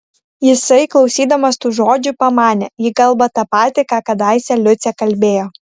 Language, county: Lithuanian, Kaunas